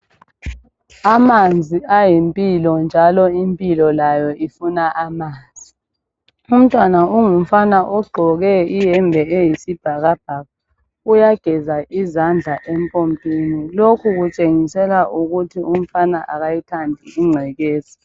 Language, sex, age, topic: North Ndebele, female, 25-35, health